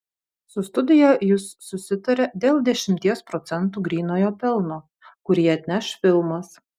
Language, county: Lithuanian, Vilnius